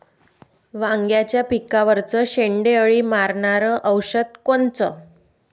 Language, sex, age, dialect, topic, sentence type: Marathi, female, 25-30, Varhadi, agriculture, question